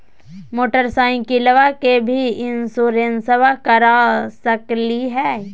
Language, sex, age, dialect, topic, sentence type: Magahi, female, 18-24, Southern, banking, question